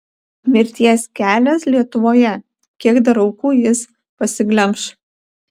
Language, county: Lithuanian, Panevėžys